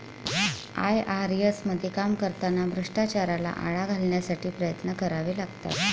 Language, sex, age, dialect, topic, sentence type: Marathi, female, 36-40, Varhadi, banking, statement